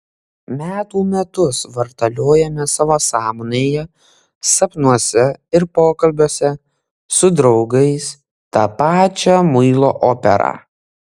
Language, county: Lithuanian, Kaunas